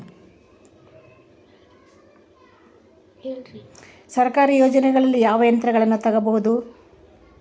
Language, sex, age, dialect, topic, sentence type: Kannada, female, 18-24, Central, agriculture, question